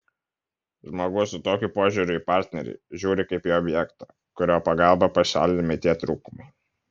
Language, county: Lithuanian, Kaunas